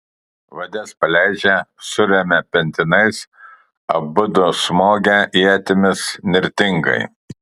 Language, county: Lithuanian, Kaunas